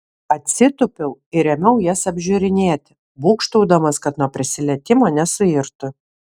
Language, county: Lithuanian, Vilnius